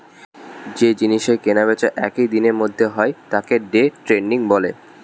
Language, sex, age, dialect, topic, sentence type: Bengali, male, 18-24, Standard Colloquial, banking, statement